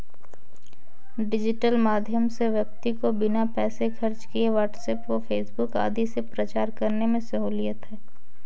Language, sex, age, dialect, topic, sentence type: Hindi, female, 18-24, Kanauji Braj Bhasha, banking, statement